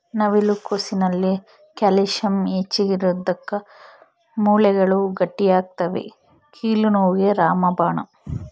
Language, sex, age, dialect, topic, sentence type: Kannada, female, 18-24, Central, agriculture, statement